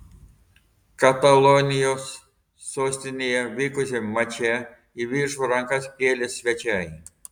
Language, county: Lithuanian, Telšiai